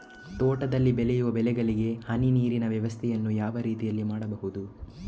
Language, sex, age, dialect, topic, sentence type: Kannada, male, 18-24, Coastal/Dakshin, agriculture, question